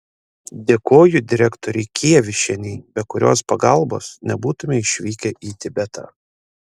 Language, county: Lithuanian, Panevėžys